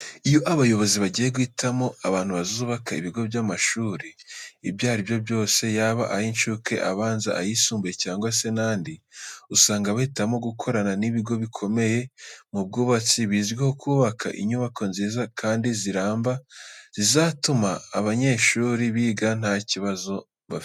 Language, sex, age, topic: Kinyarwanda, male, 18-24, education